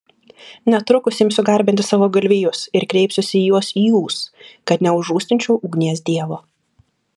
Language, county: Lithuanian, Klaipėda